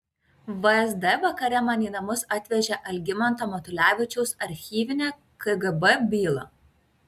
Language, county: Lithuanian, Kaunas